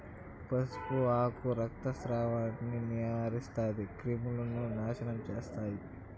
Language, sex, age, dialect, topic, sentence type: Telugu, female, 18-24, Southern, agriculture, statement